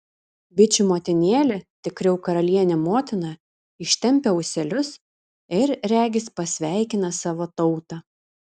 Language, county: Lithuanian, Šiauliai